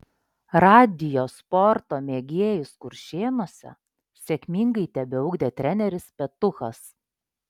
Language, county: Lithuanian, Klaipėda